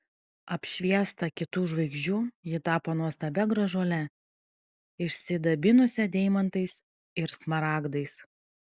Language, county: Lithuanian, Kaunas